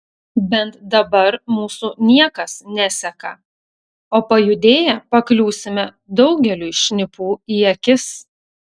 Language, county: Lithuanian, Telšiai